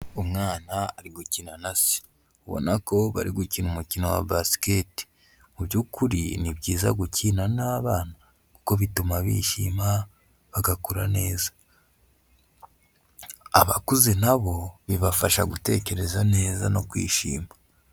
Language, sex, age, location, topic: Kinyarwanda, female, 18-24, Huye, health